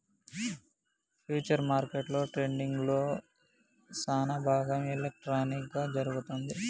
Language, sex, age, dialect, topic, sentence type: Telugu, male, 25-30, Telangana, banking, statement